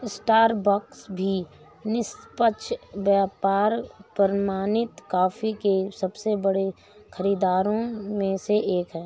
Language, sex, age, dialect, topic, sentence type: Hindi, female, 31-35, Awadhi Bundeli, banking, statement